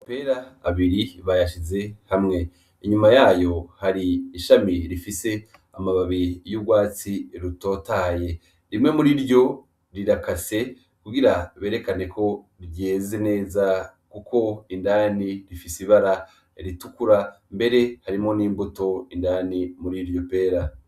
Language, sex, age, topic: Rundi, male, 25-35, agriculture